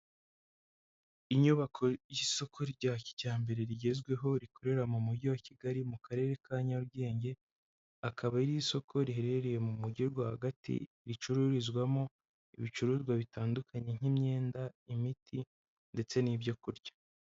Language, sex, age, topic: Kinyarwanda, male, 25-35, finance